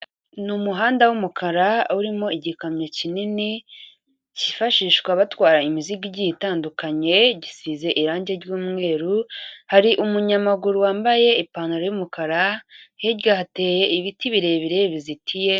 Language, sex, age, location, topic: Kinyarwanda, female, 36-49, Kigali, government